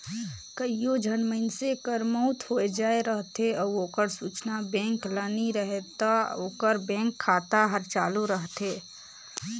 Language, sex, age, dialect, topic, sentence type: Chhattisgarhi, female, 18-24, Northern/Bhandar, banking, statement